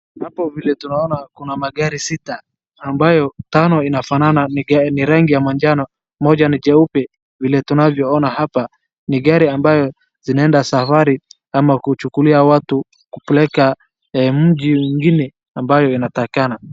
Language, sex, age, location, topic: Swahili, male, 18-24, Wajir, finance